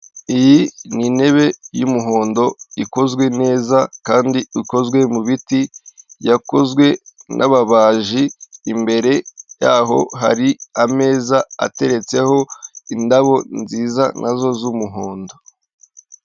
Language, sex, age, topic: Kinyarwanda, male, 18-24, finance